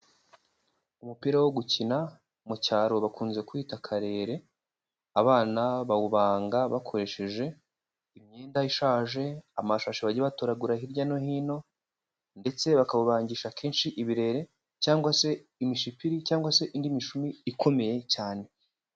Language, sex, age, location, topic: Kinyarwanda, male, 18-24, Huye, education